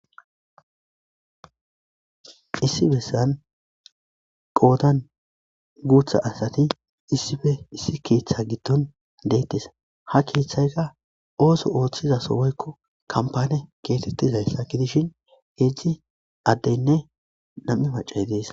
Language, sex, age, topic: Gamo, male, 25-35, government